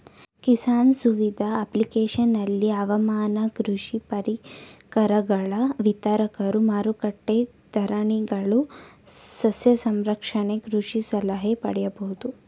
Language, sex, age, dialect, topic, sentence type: Kannada, female, 18-24, Mysore Kannada, agriculture, statement